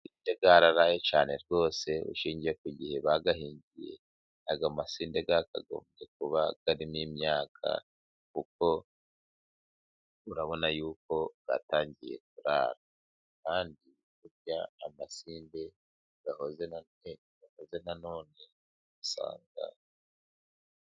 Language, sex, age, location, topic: Kinyarwanda, male, 36-49, Musanze, agriculture